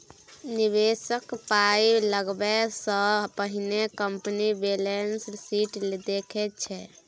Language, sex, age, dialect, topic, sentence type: Maithili, female, 18-24, Bajjika, banking, statement